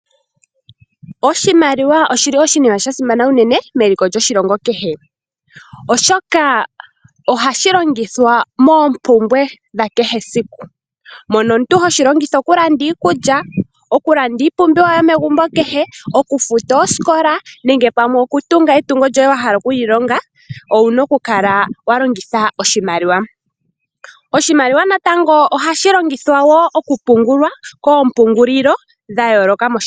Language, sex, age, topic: Oshiwambo, female, 18-24, finance